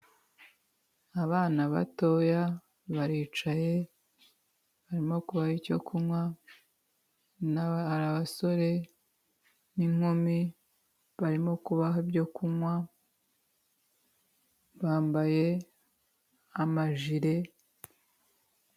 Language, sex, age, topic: Kinyarwanda, female, 25-35, health